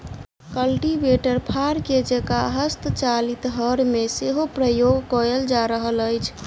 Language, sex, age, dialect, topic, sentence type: Maithili, male, 31-35, Southern/Standard, agriculture, statement